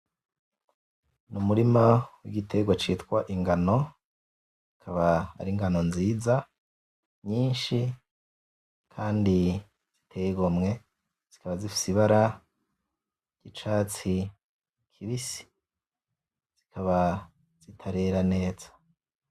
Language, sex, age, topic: Rundi, male, 25-35, agriculture